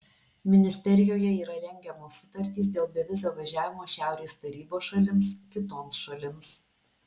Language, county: Lithuanian, Alytus